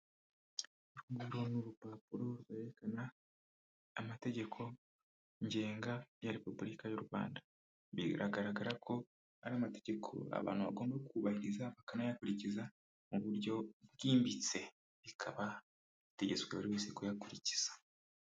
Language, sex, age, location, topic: Kinyarwanda, male, 25-35, Kigali, government